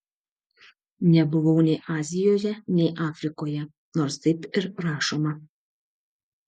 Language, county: Lithuanian, Šiauliai